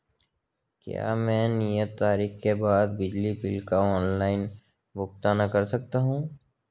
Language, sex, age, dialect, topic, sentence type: Hindi, male, 18-24, Marwari Dhudhari, banking, question